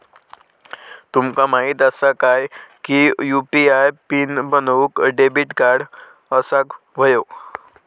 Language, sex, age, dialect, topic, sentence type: Marathi, male, 18-24, Southern Konkan, banking, statement